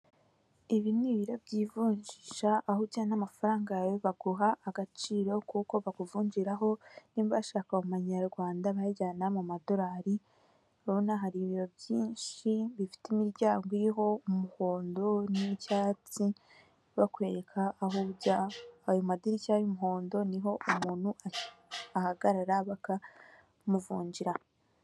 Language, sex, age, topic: Kinyarwanda, female, 18-24, finance